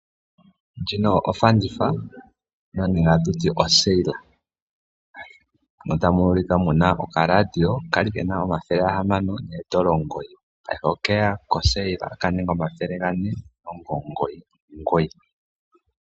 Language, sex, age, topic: Oshiwambo, male, 18-24, finance